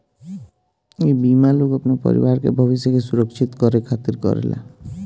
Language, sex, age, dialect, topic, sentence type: Bhojpuri, male, 25-30, Northern, banking, statement